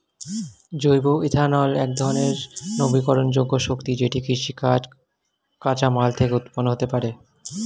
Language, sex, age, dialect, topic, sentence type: Bengali, male, 25-30, Standard Colloquial, agriculture, statement